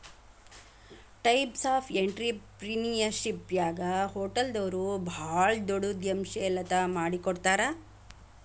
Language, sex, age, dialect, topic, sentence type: Kannada, female, 56-60, Dharwad Kannada, banking, statement